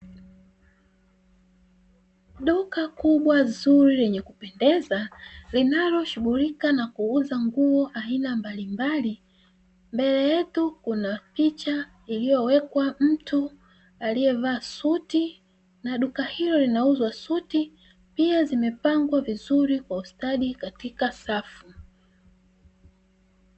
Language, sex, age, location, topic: Swahili, female, 36-49, Dar es Salaam, finance